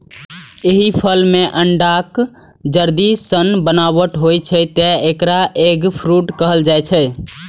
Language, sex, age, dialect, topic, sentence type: Maithili, male, 18-24, Eastern / Thethi, agriculture, statement